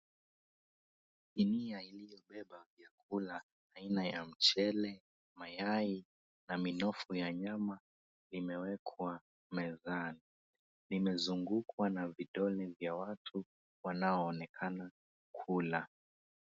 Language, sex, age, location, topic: Swahili, male, 18-24, Mombasa, agriculture